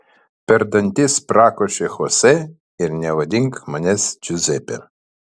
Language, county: Lithuanian, Panevėžys